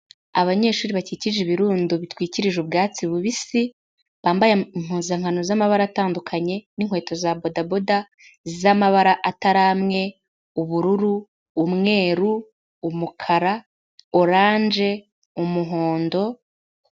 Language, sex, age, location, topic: Kinyarwanda, female, 18-24, Huye, agriculture